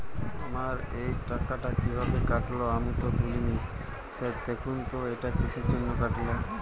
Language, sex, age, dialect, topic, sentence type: Bengali, female, 31-35, Jharkhandi, banking, question